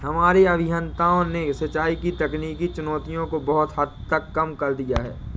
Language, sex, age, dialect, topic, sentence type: Hindi, male, 18-24, Awadhi Bundeli, agriculture, statement